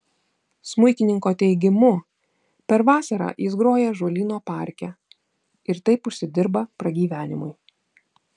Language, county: Lithuanian, Vilnius